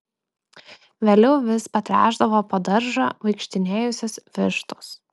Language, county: Lithuanian, Klaipėda